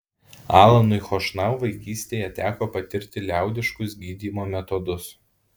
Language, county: Lithuanian, Alytus